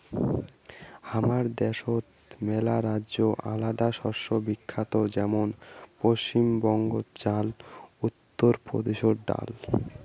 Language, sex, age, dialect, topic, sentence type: Bengali, male, 18-24, Rajbangshi, agriculture, statement